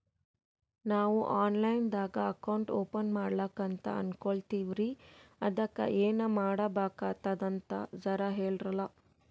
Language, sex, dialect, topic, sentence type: Kannada, female, Northeastern, banking, question